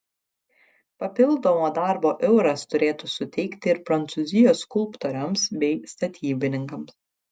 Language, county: Lithuanian, Šiauliai